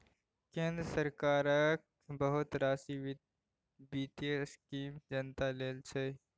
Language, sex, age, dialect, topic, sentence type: Maithili, male, 18-24, Bajjika, banking, statement